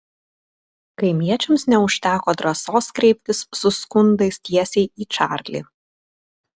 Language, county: Lithuanian, Kaunas